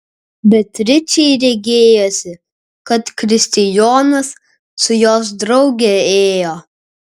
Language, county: Lithuanian, Kaunas